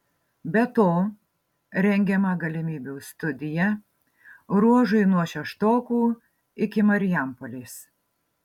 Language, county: Lithuanian, Marijampolė